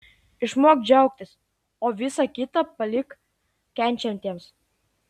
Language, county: Lithuanian, Klaipėda